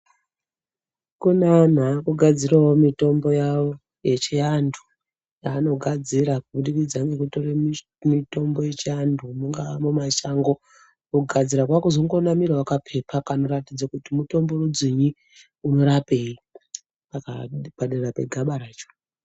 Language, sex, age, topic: Ndau, female, 36-49, health